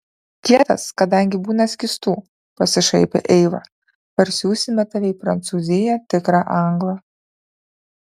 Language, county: Lithuanian, Kaunas